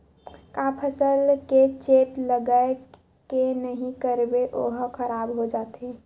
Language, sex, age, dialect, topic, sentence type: Chhattisgarhi, female, 18-24, Western/Budati/Khatahi, agriculture, question